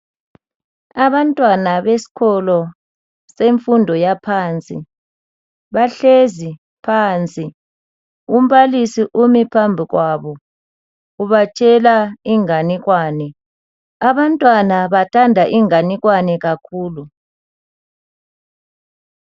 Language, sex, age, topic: North Ndebele, male, 50+, education